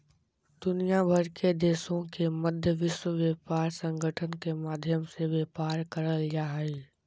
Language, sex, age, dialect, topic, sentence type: Magahi, male, 60-100, Southern, banking, statement